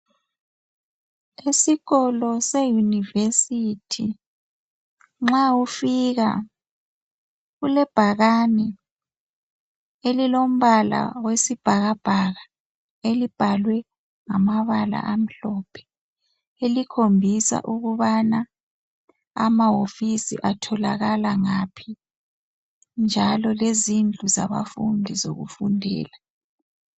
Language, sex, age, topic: North Ndebele, male, 25-35, education